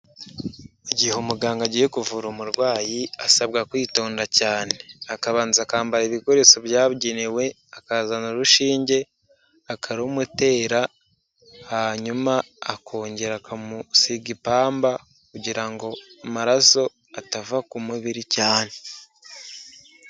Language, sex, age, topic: Kinyarwanda, male, 18-24, health